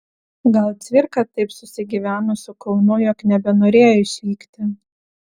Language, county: Lithuanian, Vilnius